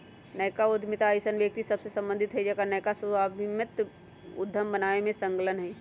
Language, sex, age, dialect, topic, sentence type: Magahi, female, 25-30, Western, banking, statement